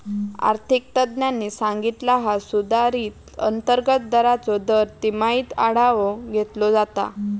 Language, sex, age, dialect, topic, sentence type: Marathi, female, 18-24, Southern Konkan, banking, statement